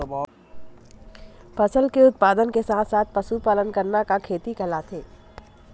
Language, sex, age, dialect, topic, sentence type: Chhattisgarhi, female, 41-45, Western/Budati/Khatahi, agriculture, question